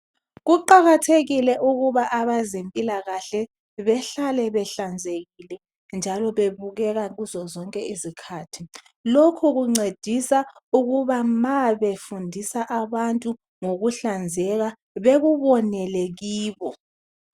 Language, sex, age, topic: North Ndebele, female, 36-49, health